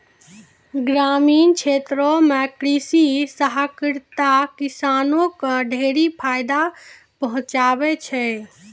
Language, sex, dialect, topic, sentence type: Maithili, female, Angika, agriculture, statement